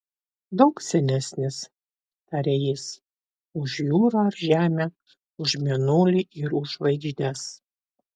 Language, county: Lithuanian, Vilnius